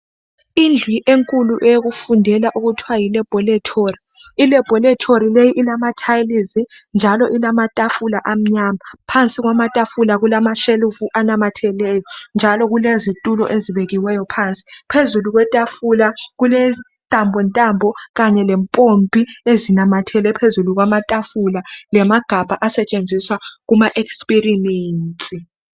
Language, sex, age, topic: North Ndebele, female, 18-24, education